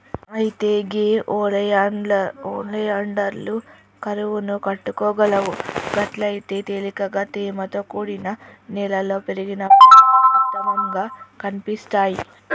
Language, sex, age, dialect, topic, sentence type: Telugu, female, 36-40, Telangana, agriculture, statement